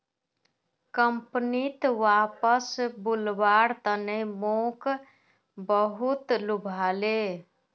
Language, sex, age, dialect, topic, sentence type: Magahi, female, 41-45, Northeastern/Surjapuri, banking, statement